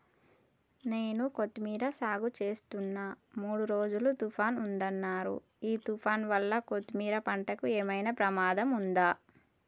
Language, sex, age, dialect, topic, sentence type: Telugu, female, 41-45, Telangana, agriculture, question